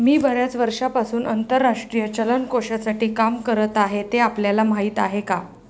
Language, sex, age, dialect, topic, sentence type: Marathi, female, 36-40, Standard Marathi, banking, statement